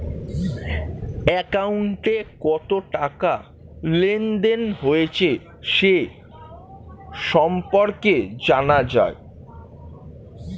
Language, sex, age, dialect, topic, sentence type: Bengali, male, <18, Standard Colloquial, banking, statement